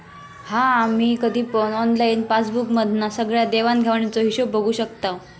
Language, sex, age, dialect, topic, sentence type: Marathi, female, 18-24, Southern Konkan, banking, statement